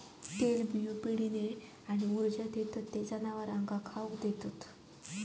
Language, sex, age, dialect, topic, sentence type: Marathi, female, 18-24, Southern Konkan, agriculture, statement